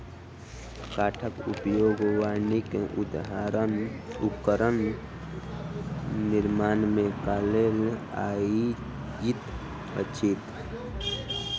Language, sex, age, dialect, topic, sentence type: Maithili, female, 31-35, Southern/Standard, agriculture, statement